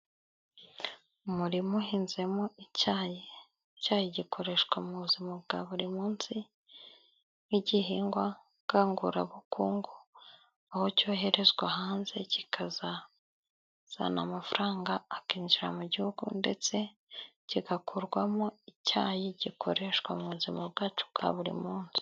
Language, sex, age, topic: Kinyarwanda, female, 18-24, agriculture